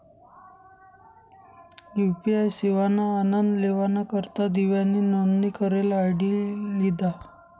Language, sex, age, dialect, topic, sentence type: Marathi, male, 25-30, Northern Konkan, banking, statement